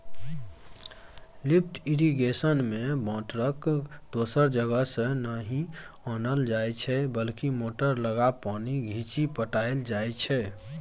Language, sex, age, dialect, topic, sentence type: Maithili, male, 25-30, Bajjika, agriculture, statement